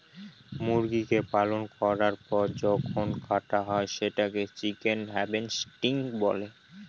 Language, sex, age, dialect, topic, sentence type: Bengali, male, 18-24, Northern/Varendri, agriculture, statement